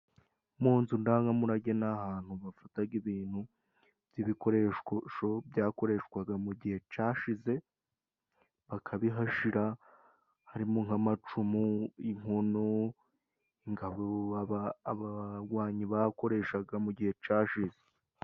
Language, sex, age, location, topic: Kinyarwanda, male, 25-35, Musanze, government